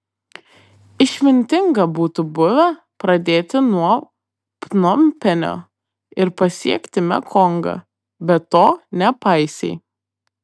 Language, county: Lithuanian, Kaunas